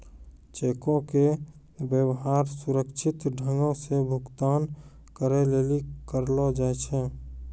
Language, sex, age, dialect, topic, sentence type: Maithili, male, 18-24, Angika, banking, statement